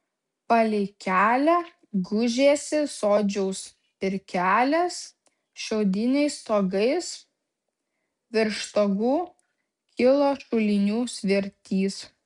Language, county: Lithuanian, Vilnius